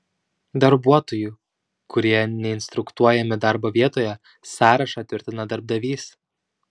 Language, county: Lithuanian, Šiauliai